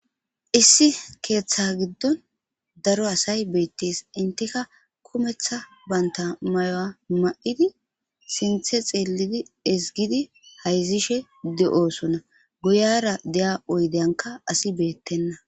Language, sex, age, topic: Gamo, male, 18-24, government